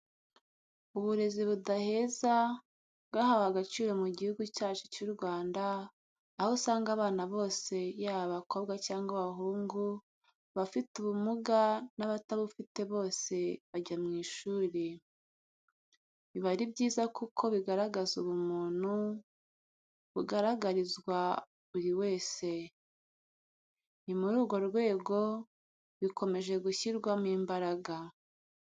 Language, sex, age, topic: Kinyarwanda, female, 36-49, education